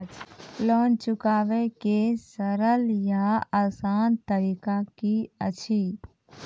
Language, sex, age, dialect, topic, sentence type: Maithili, female, 25-30, Angika, banking, question